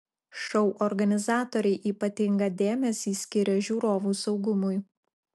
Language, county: Lithuanian, Alytus